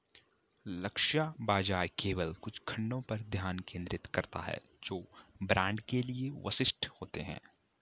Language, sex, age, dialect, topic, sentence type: Hindi, male, 18-24, Garhwali, banking, statement